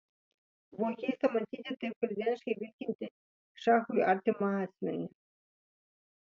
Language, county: Lithuanian, Vilnius